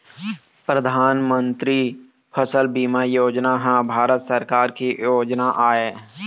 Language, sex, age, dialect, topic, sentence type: Chhattisgarhi, male, 31-35, Eastern, banking, statement